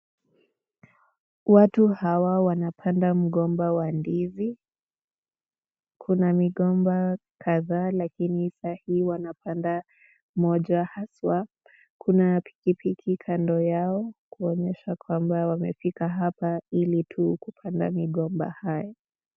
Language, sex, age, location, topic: Swahili, female, 18-24, Nakuru, agriculture